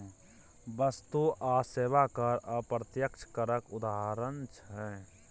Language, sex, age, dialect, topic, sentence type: Maithili, male, 18-24, Bajjika, banking, statement